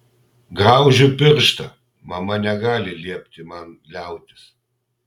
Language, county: Lithuanian, Kaunas